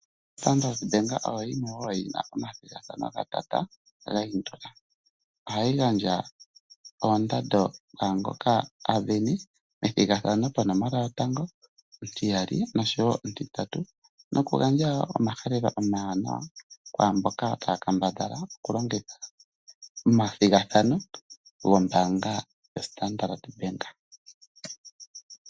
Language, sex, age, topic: Oshiwambo, male, 25-35, finance